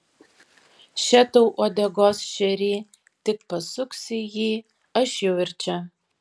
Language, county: Lithuanian, Tauragė